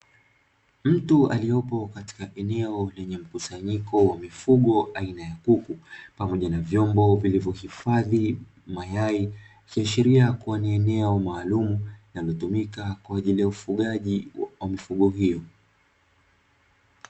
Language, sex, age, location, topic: Swahili, male, 25-35, Dar es Salaam, agriculture